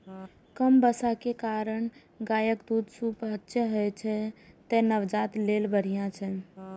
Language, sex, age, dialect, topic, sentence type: Maithili, female, 18-24, Eastern / Thethi, agriculture, statement